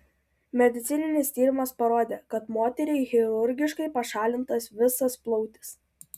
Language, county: Lithuanian, Klaipėda